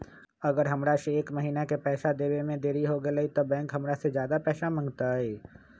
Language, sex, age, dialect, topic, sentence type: Magahi, male, 25-30, Western, banking, question